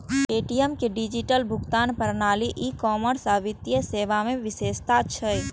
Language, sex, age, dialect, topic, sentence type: Maithili, female, 18-24, Eastern / Thethi, banking, statement